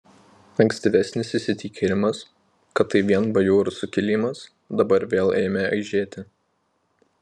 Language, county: Lithuanian, Panevėžys